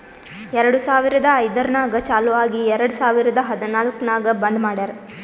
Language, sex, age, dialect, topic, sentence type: Kannada, female, 18-24, Northeastern, banking, statement